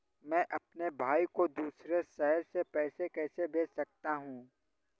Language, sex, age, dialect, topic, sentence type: Hindi, male, 18-24, Awadhi Bundeli, banking, question